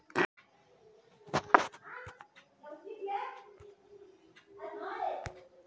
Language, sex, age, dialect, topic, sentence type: Magahi, male, 56-60, Western, agriculture, statement